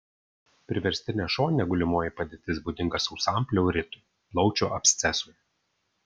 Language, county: Lithuanian, Vilnius